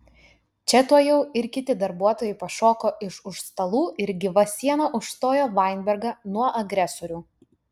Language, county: Lithuanian, Utena